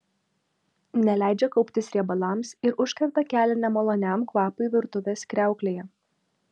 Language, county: Lithuanian, Vilnius